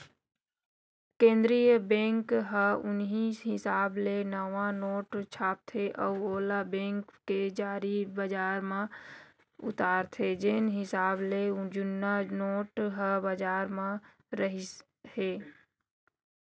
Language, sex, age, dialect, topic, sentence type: Chhattisgarhi, male, 25-30, Central, banking, statement